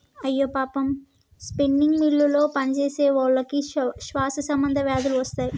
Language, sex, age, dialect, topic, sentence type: Telugu, male, 25-30, Telangana, agriculture, statement